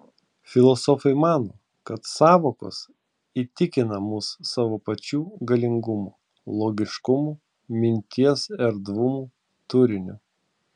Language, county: Lithuanian, Klaipėda